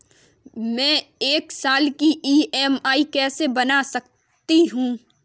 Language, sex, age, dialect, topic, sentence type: Hindi, female, 18-24, Kanauji Braj Bhasha, banking, question